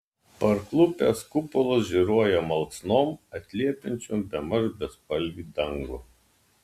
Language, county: Lithuanian, Klaipėda